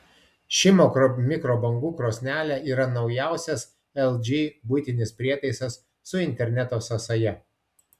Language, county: Lithuanian, Vilnius